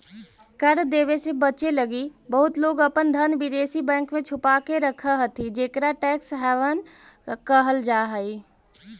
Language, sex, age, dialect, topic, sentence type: Magahi, female, 18-24, Central/Standard, banking, statement